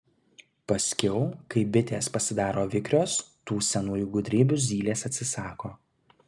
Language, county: Lithuanian, Kaunas